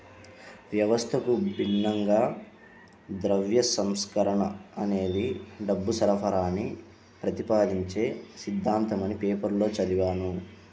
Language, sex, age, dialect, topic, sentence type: Telugu, male, 25-30, Central/Coastal, banking, statement